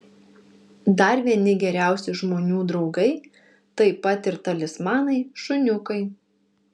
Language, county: Lithuanian, Marijampolė